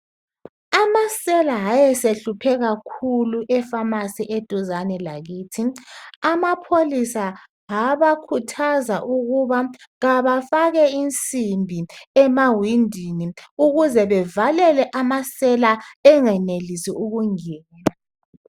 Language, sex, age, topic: North Ndebele, female, 36-49, health